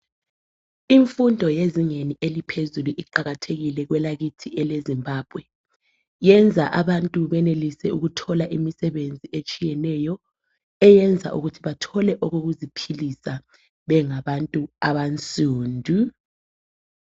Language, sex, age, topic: North Ndebele, female, 25-35, education